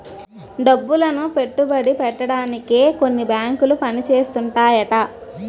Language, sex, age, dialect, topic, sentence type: Telugu, female, 46-50, Utterandhra, banking, statement